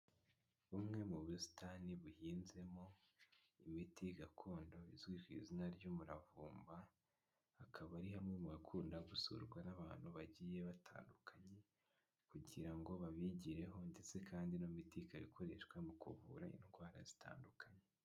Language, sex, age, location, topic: Kinyarwanda, male, 18-24, Kigali, health